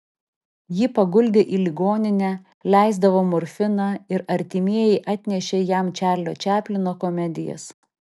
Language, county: Lithuanian, Vilnius